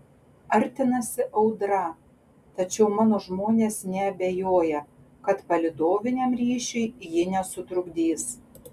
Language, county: Lithuanian, Panevėžys